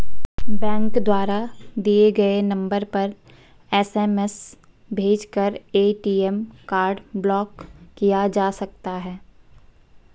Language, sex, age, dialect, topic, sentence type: Hindi, female, 56-60, Marwari Dhudhari, banking, statement